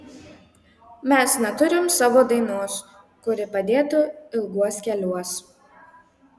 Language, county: Lithuanian, Kaunas